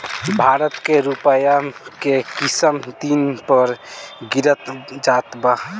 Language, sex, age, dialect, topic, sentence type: Bhojpuri, male, <18, Northern, banking, statement